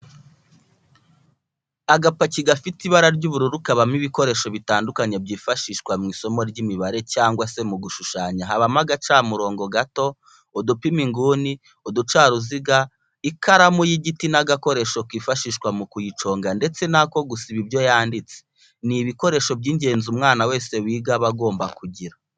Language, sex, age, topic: Kinyarwanda, male, 25-35, education